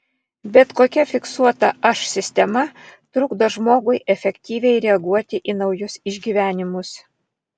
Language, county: Lithuanian, Vilnius